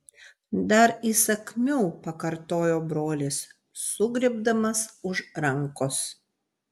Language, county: Lithuanian, Vilnius